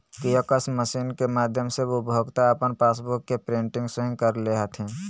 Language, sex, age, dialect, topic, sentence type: Magahi, male, 25-30, Southern, banking, statement